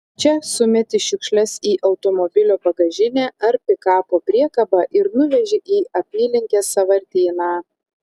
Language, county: Lithuanian, Telšiai